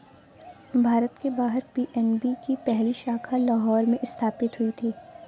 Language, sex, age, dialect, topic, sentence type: Hindi, female, 18-24, Awadhi Bundeli, banking, statement